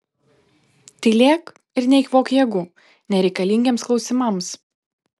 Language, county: Lithuanian, Panevėžys